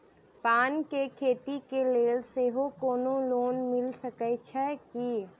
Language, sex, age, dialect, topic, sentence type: Maithili, female, 18-24, Southern/Standard, banking, question